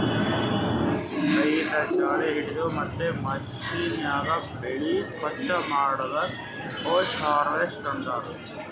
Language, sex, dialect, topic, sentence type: Kannada, male, Northeastern, agriculture, statement